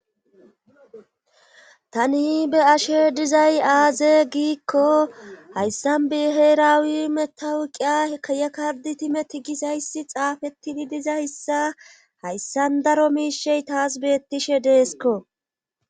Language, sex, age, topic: Gamo, female, 36-49, government